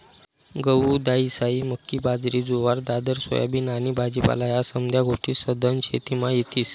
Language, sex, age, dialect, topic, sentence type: Marathi, male, 31-35, Northern Konkan, agriculture, statement